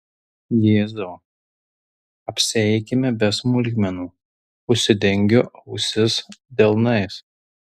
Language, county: Lithuanian, Tauragė